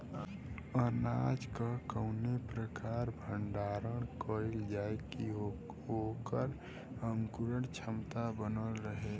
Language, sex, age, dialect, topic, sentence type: Bhojpuri, female, 18-24, Western, agriculture, question